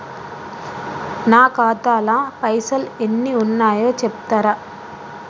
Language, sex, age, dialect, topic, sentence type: Telugu, female, 25-30, Telangana, banking, question